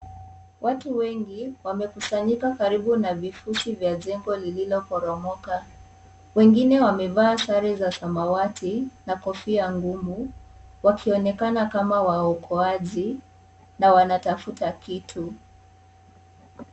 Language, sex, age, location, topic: Swahili, female, 18-24, Kisii, health